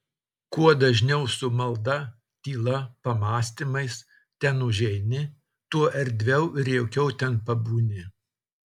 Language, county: Lithuanian, Telšiai